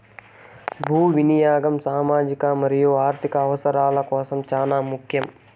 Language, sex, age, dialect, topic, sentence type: Telugu, male, 18-24, Southern, agriculture, statement